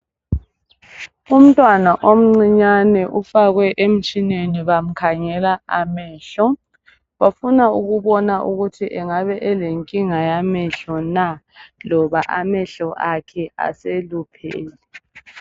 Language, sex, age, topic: North Ndebele, female, 25-35, health